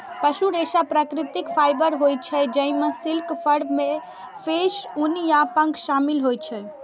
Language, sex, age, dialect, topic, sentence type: Maithili, female, 31-35, Eastern / Thethi, agriculture, statement